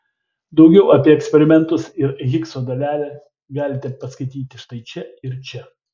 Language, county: Lithuanian, Vilnius